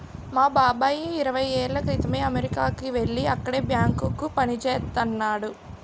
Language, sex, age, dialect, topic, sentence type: Telugu, female, 18-24, Utterandhra, banking, statement